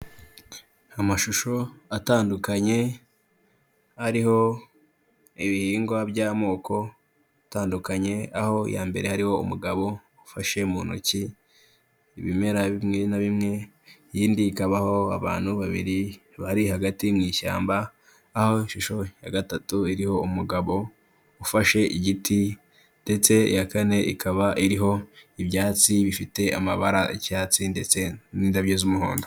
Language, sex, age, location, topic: Kinyarwanda, male, 18-24, Kigali, health